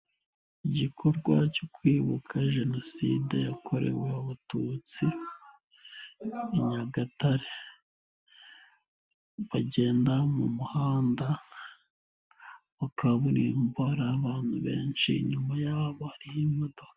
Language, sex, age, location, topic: Kinyarwanda, male, 18-24, Nyagatare, health